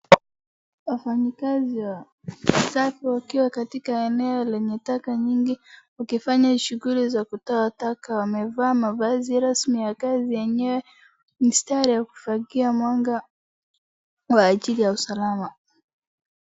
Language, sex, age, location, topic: Swahili, female, 36-49, Wajir, health